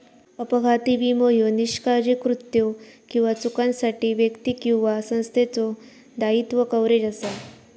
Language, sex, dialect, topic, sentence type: Marathi, female, Southern Konkan, banking, statement